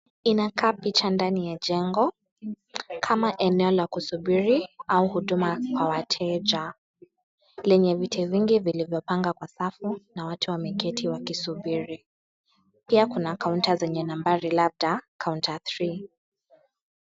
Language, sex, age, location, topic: Swahili, female, 18-24, Kisii, government